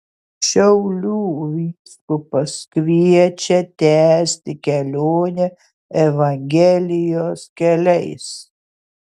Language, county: Lithuanian, Utena